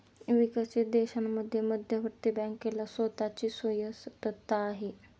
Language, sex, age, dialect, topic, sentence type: Marathi, female, 18-24, Standard Marathi, banking, statement